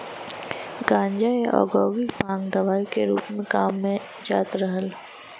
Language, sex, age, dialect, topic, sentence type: Bhojpuri, female, 25-30, Western, agriculture, statement